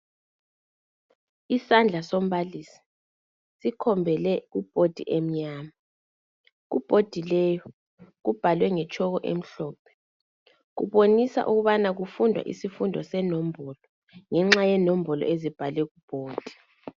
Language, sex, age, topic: North Ndebele, female, 25-35, education